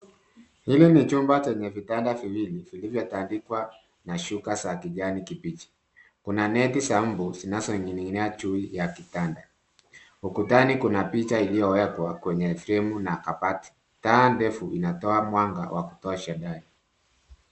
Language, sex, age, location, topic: Swahili, male, 50+, Nairobi, education